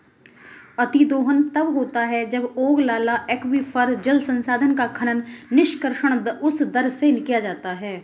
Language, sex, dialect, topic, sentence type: Hindi, female, Marwari Dhudhari, agriculture, statement